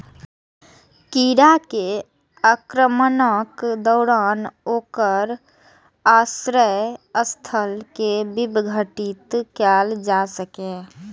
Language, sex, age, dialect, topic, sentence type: Maithili, female, 18-24, Eastern / Thethi, agriculture, statement